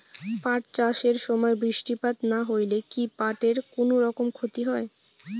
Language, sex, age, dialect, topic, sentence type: Bengali, female, 18-24, Rajbangshi, agriculture, question